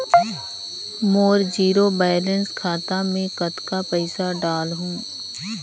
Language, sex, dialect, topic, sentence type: Chhattisgarhi, female, Northern/Bhandar, banking, question